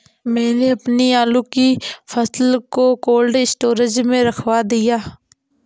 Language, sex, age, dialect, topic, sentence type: Hindi, female, 25-30, Awadhi Bundeli, agriculture, statement